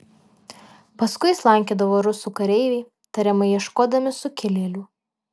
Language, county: Lithuanian, Alytus